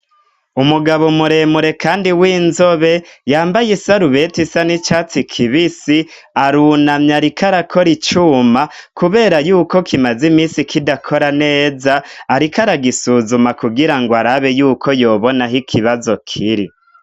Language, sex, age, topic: Rundi, male, 25-35, education